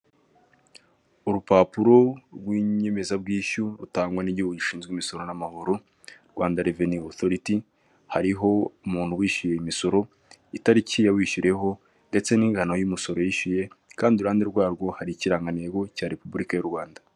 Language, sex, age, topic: Kinyarwanda, male, 18-24, finance